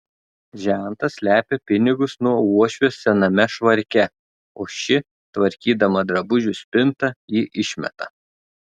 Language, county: Lithuanian, Telšiai